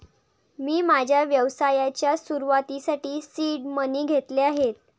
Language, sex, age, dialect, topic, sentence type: Marathi, female, 18-24, Varhadi, banking, statement